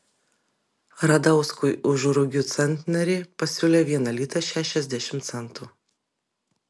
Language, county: Lithuanian, Vilnius